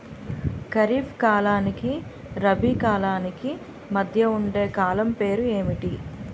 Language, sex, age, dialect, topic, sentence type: Telugu, female, 25-30, Utterandhra, agriculture, question